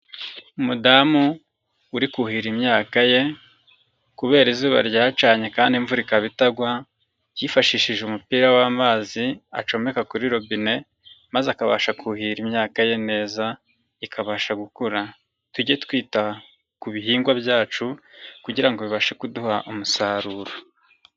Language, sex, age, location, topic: Kinyarwanda, male, 25-35, Nyagatare, agriculture